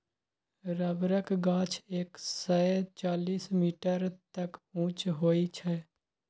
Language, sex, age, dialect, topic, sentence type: Maithili, male, 18-24, Bajjika, agriculture, statement